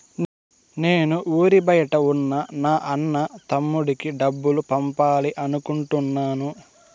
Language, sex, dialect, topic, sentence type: Telugu, male, Southern, banking, statement